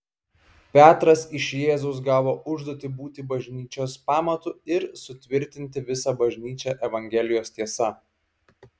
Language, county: Lithuanian, Kaunas